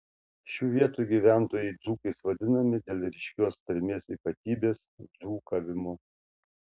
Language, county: Lithuanian, Šiauliai